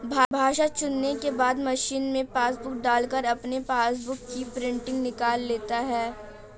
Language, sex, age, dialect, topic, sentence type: Hindi, female, 18-24, Marwari Dhudhari, banking, statement